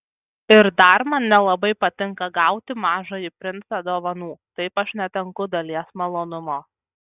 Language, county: Lithuanian, Kaunas